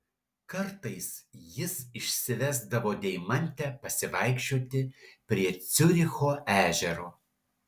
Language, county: Lithuanian, Alytus